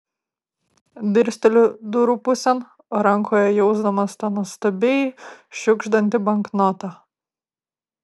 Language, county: Lithuanian, Kaunas